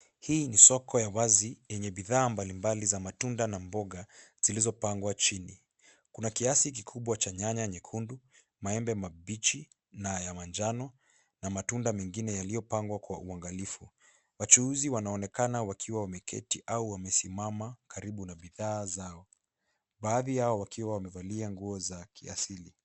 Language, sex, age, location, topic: Swahili, male, 18-24, Nairobi, finance